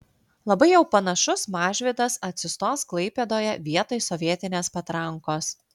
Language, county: Lithuanian, Klaipėda